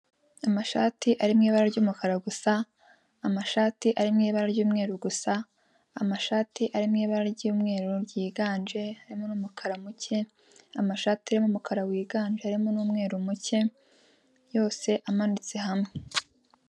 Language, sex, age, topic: Kinyarwanda, female, 18-24, finance